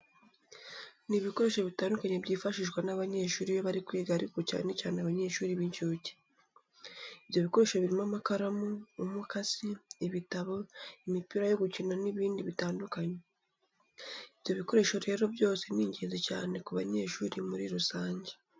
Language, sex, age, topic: Kinyarwanda, female, 18-24, education